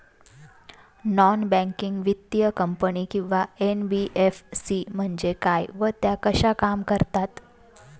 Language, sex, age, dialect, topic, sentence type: Marathi, female, 25-30, Standard Marathi, banking, question